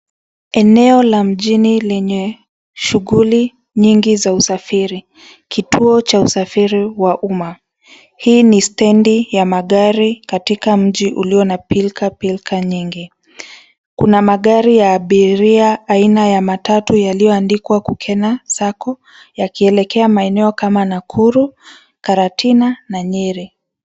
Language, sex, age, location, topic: Swahili, female, 25-35, Nairobi, government